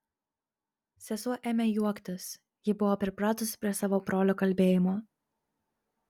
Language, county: Lithuanian, Kaunas